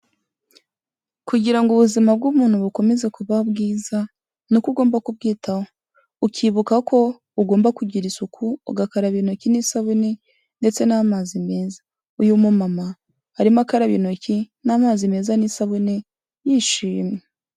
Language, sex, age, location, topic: Kinyarwanda, female, 18-24, Kigali, health